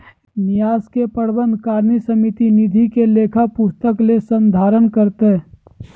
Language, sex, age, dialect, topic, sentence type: Magahi, female, 18-24, Southern, banking, statement